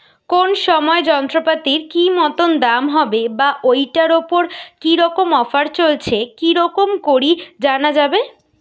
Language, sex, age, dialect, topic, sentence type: Bengali, female, 18-24, Rajbangshi, agriculture, question